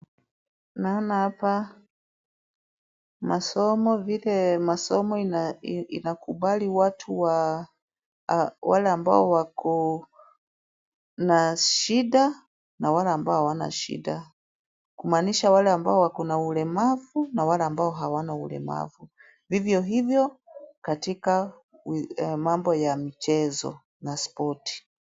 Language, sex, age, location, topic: Swahili, female, 36-49, Kisumu, education